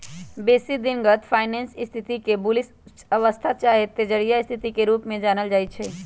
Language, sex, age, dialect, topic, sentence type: Magahi, female, 25-30, Western, banking, statement